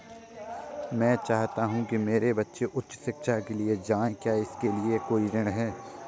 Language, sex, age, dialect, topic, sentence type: Hindi, male, 18-24, Awadhi Bundeli, banking, question